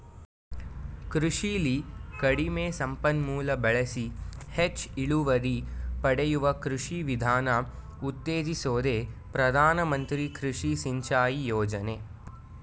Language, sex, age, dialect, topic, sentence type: Kannada, male, 18-24, Mysore Kannada, agriculture, statement